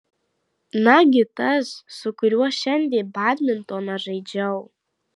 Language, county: Lithuanian, Marijampolė